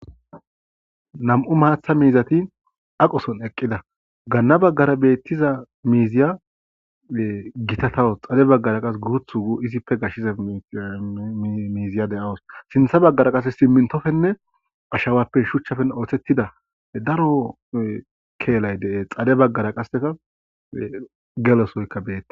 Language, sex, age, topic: Gamo, male, 25-35, agriculture